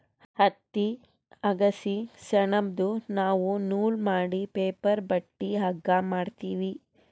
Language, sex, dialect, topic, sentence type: Kannada, female, Northeastern, agriculture, statement